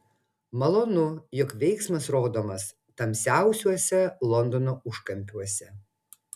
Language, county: Lithuanian, Utena